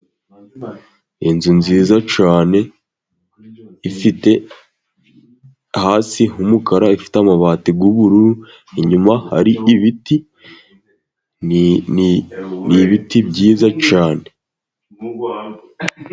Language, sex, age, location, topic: Kinyarwanda, male, 18-24, Musanze, government